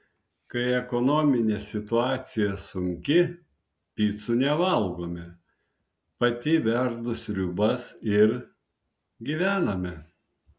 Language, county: Lithuanian, Vilnius